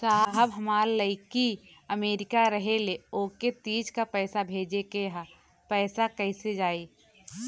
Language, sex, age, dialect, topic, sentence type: Bhojpuri, female, 18-24, Western, banking, question